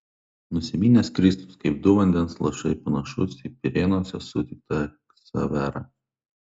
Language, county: Lithuanian, Klaipėda